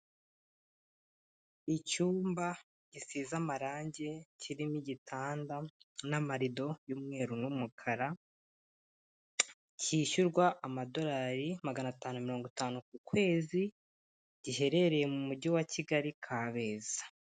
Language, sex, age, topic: Kinyarwanda, female, 25-35, finance